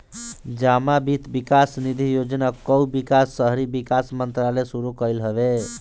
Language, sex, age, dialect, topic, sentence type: Bhojpuri, male, 60-100, Northern, banking, statement